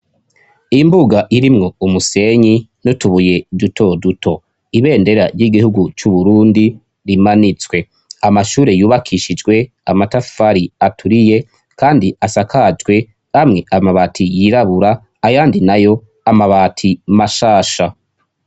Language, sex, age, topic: Rundi, female, 25-35, education